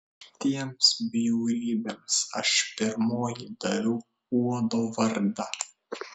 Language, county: Lithuanian, Šiauliai